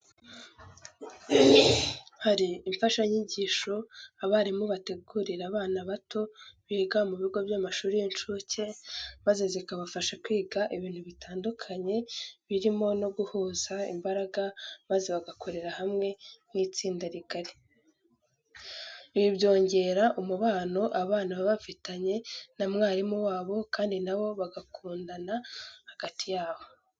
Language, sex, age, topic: Kinyarwanda, female, 18-24, education